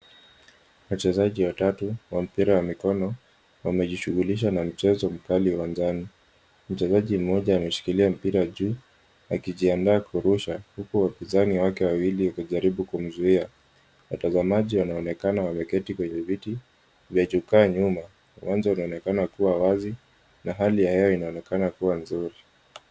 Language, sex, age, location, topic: Swahili, male, 18-24, Kisumu, government